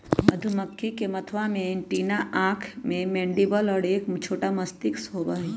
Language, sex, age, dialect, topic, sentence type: Magahi, male, 18-24, Western, agriculture, statement